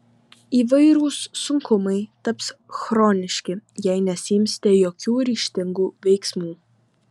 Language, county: Lithuanian, Vilnius